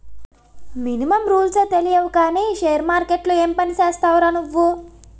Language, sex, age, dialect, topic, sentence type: Telugu, female, 18-24, Utterandhra, banking, statement